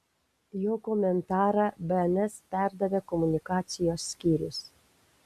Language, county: Lithuanian, Šiauliai